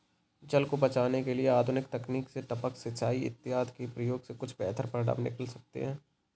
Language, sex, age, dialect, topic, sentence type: Hindi, male, 18-24, Kanauji Braj Bhasha, agriculture, statement